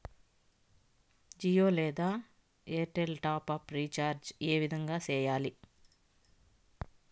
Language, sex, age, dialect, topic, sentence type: Telugu, female, 51-55, Southern, banking, question